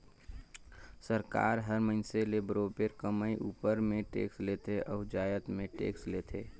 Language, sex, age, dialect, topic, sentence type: Chhattisgarhi, male, 25-30, Northern/Bhandar, banking, statement